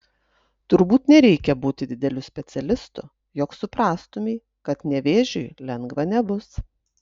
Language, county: Lithuanian, Utena